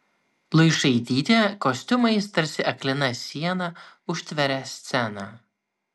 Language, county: Lithuanian, Vilnius